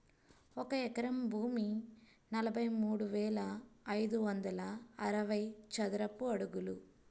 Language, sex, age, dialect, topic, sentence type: Telugu, female, 25-30, Utterandhra, agriculture, statement